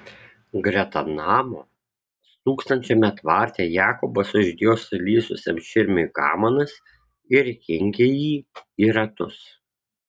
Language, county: Lithuanian, Kaunas